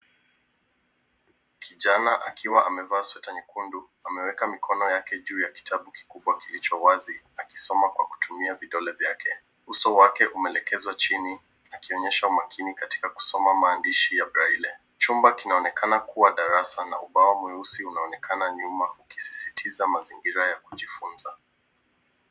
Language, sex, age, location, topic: Swahili, male, 18-24, Nairobi, education